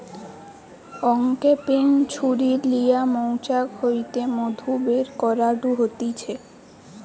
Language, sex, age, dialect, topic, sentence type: Bengali, female, 18-24, Western, agriculture, statement